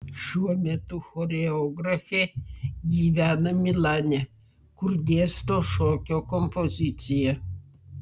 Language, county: Lithuanian, Vilnius